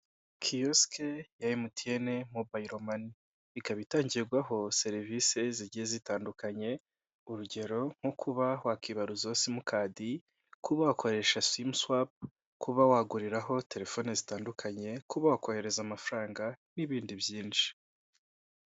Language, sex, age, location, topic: Kinyarwanda, male, 18-24, Kigali, finance